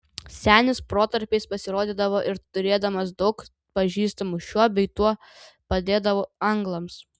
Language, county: Lithuanian, Vilnius